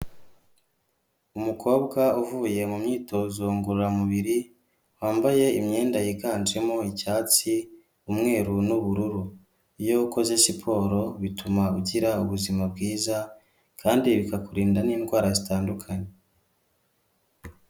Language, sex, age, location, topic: Kinyarwanda, male, 25-35, Kigali, health